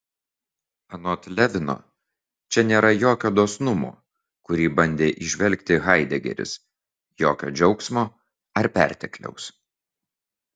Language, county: Lithuanian, Vilnius